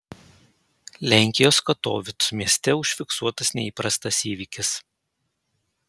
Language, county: Lithuanian, Panevėžys